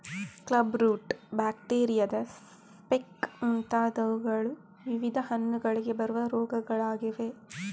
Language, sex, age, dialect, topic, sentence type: Kannada, female, 18-24, Coastal/Dakshin, agriculture, statement